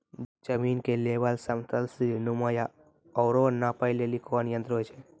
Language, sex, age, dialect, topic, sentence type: Maithili, male, 18-24, Angika, agriculture, question